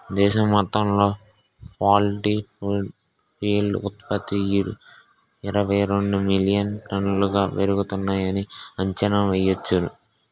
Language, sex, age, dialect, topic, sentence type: Telugu, male, 18-24, Utterandhra, agriculture, statement